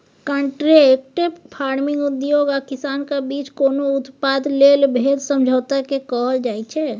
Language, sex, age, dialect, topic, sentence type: Maithili, female, 36-40, Bajjika, agriculture, statement